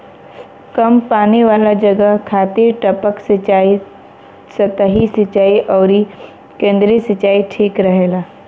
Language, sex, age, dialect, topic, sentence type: Bhojpuri, female, 18-24, Western, agriculture, statement